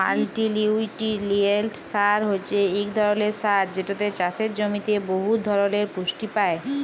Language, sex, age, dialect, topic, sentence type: Bengali, female, 41-45, Jharkhandi, agriculture, statement